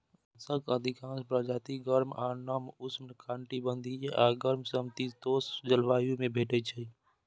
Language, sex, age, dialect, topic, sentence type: Maithili, male, 18-24, Eastern / Thethi, agriculture, statement